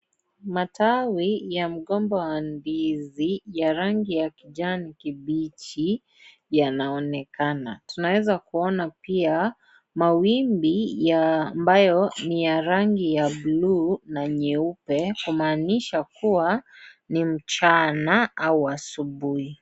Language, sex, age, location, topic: Swahili, female, 18-24, Kisii, agriculture